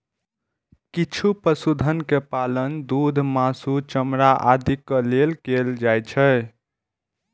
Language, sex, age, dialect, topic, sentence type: Maithili, male, 18-24, Eastern / Thethi, agriculture, statement